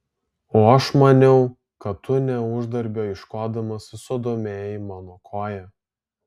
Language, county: Lithuanian, Alytus